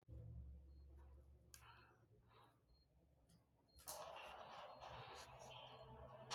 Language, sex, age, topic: Kinyarwanda, male, 25-35, education